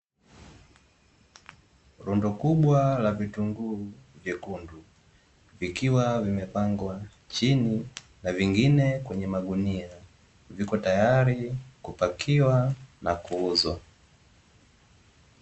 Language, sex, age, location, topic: Swahili, male, 18-24, Dar es Salaam, agriculture